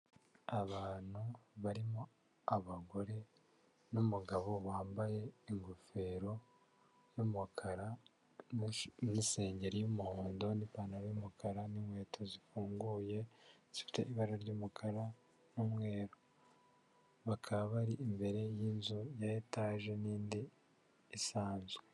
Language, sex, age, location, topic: Kinyarwanda, male, 50+, Kigali, finance